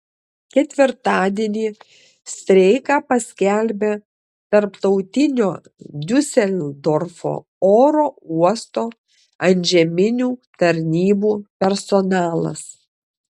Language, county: Lithuanian, Klaipėda